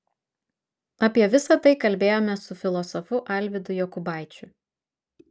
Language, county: Lithuanian, Vilnius